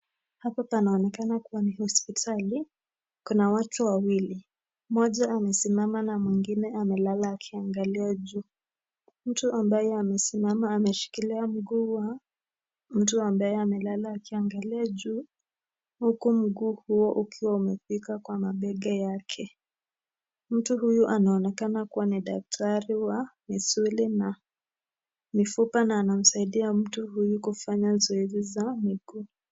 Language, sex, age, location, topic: Swahili, male, 18-24, Nakuru, health